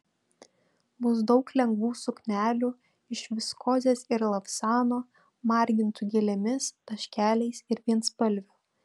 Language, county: Lithuanian, Panevėžys